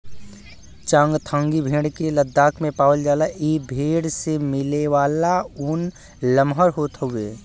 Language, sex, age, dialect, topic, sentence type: Bhojpuri, male, 25-30, Western, agriculture, statement